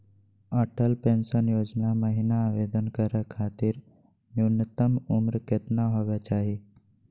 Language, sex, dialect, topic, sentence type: Magahi, male, Southern, banking, question